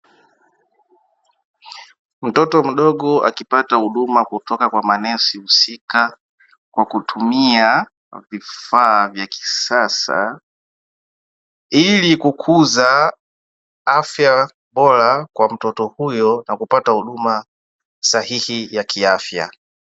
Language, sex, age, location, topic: Swahili, male, 18-24, Dar es Salaam, health